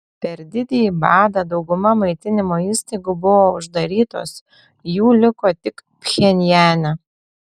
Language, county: Lithuanian, Telšiai